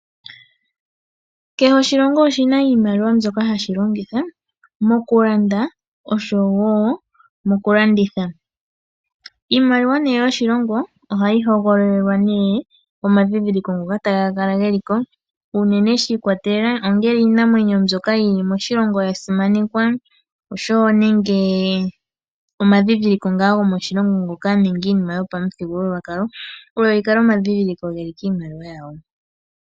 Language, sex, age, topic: Oshiwambo, male, 25-35, finance